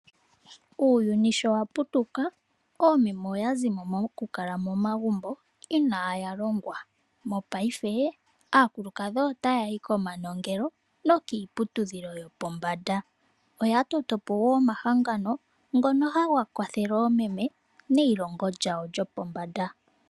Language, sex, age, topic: Oshiwambo, female, 18-24, finance